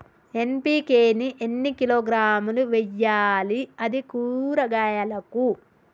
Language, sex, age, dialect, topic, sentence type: Telugu, female, 18-24, Telangana, agriculture, question